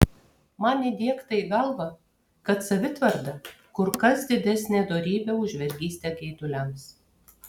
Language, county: Lithuanian, Kaunas